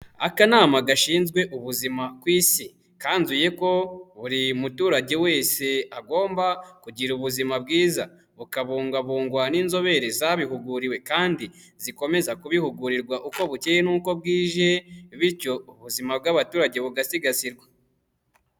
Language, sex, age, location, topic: Kinyarwanda, male, 18-24, Huye, health